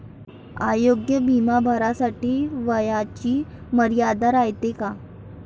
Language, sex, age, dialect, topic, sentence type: Marathi, female, 25-30, Varhadi, banking, question